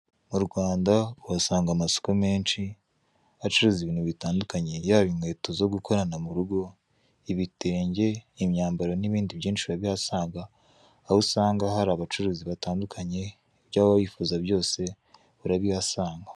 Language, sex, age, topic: Kinyarwanda, male, 25-35, finance